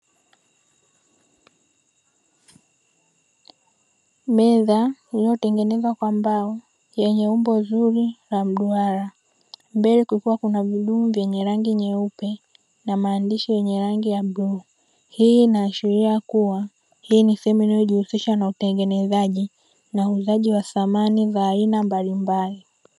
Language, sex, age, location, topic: Swahili, female, 18-24, Dar es Salaam, finance